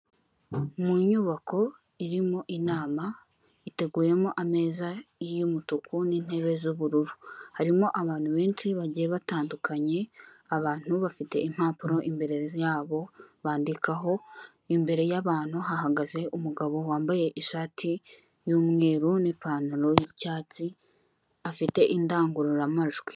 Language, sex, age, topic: Kinyarwanda, female, 18-24, government